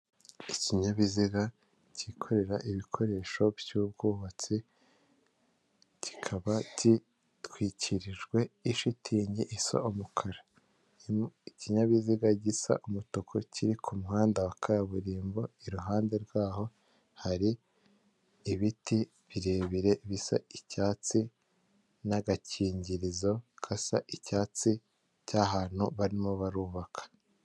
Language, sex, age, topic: Kinyarwanda, male, 18-24, government